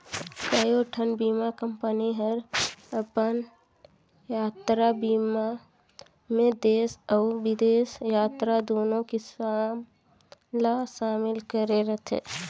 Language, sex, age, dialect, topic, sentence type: Chhattisgarhi, female, 25-30, Northern/Bhandar, banking, statement